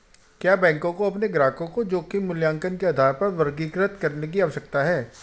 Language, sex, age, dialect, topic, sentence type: Hindi, female, 36-40, Hindustani Malvi Khadi Boli, banking, question